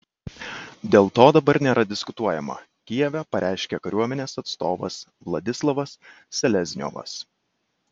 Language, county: Lithuanian, Kaunas